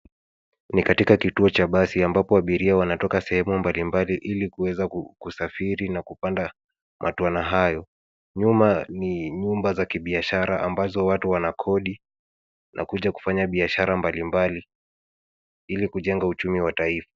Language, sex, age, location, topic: Swahili, male, 18-24, Nairobi, government